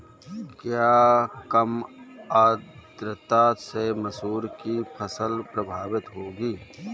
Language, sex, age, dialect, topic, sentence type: Hindi, male, 36-40, Awadhi Bundeli, agriculture, question